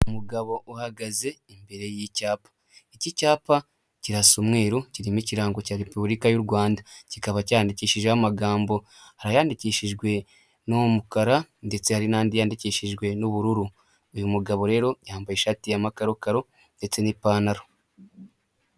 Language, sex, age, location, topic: Kinyarwanda, male, 18-24, Huye, health